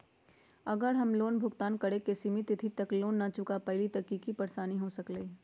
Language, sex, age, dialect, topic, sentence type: Magahi, female, 60-100, Western, banking, question